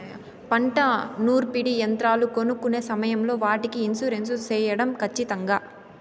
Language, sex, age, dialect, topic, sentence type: Telugu, female, 18-24, Southern, agriculture, question